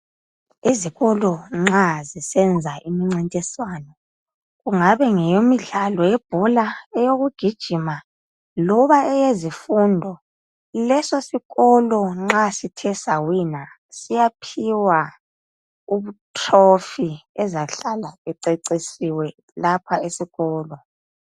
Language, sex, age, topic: North Ndebele, female, 25-35, education